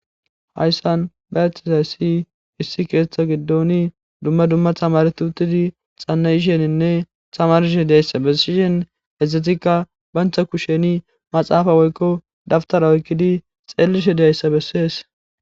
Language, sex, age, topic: Gamo, male, 18-24, government